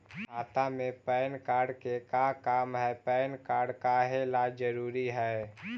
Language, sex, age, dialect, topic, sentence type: Magahi, male, 18-24, Central/Standard, banking, question